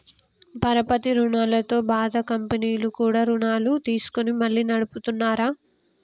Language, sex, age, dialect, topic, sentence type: Telugu, female, 25-30, Telangana, banking, statement